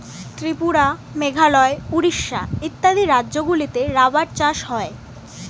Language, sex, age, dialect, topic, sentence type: Bengali, female, 18-24, Standard Colloquial, agriculture, statement